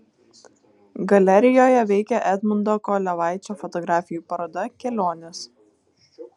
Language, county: Lithuanian, Vilnius